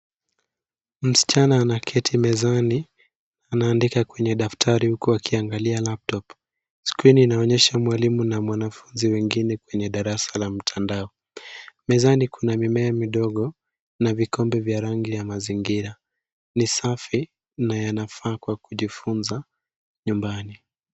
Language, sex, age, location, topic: Swahili, male, 25-35, Nairobi, education